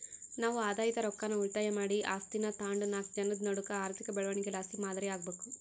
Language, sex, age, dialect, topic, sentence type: Kannada, female, 18-24, Central, banking, statement